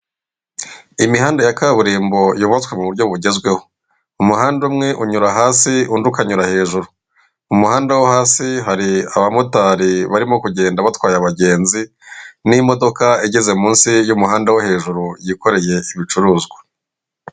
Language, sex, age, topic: Kinyarwanda, male, 36-49, government